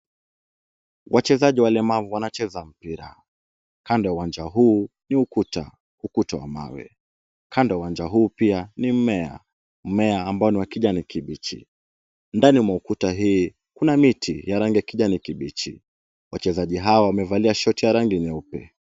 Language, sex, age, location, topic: Swahili, male, 18-24, Kisumu, education